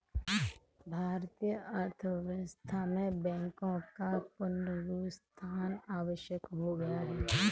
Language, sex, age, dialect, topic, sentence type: Hindi, female, 31-35, Kanauji Braj Bhasha, banking, statement